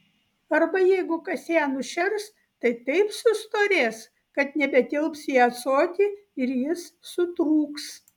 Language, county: Lithuanian, Vilnius